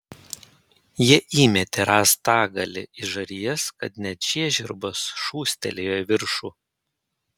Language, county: Lithuanian, Panevėžys